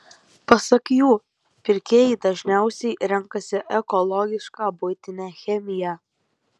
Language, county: Lithuanian, Kaunas